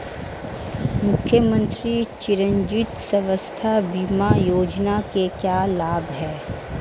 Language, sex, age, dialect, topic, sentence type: Hindi, female, 31-35, Marwari Dhudhari, banking, question